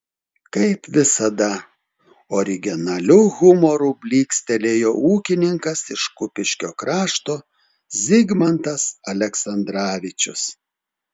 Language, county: Lithuanian, Telšiai